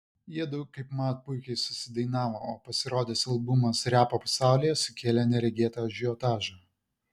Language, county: Lithuanian, Vilnius